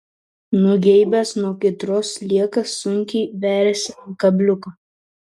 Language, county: Lithuanian, Šiauliai